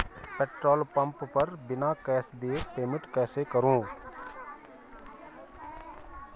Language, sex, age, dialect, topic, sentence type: Hindi, male, 41-45, Garhwali, banking, question